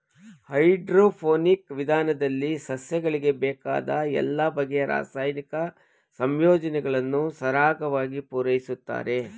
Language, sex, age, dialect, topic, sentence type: Kannada, male, 51-55, Mysore Kannada, agriculture, statement